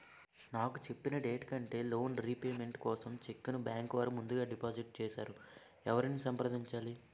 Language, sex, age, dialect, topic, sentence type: Telugu, male, 18-24, Utterandhra, banking, question